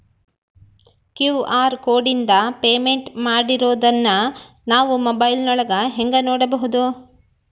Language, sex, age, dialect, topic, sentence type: Kannada, female, 31-35, Central, banking, question